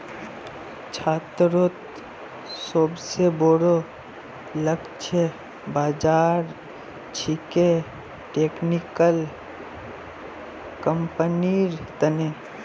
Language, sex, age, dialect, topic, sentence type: Magahi, male, 46-50, Northeastern/Surjapuri, banking, statement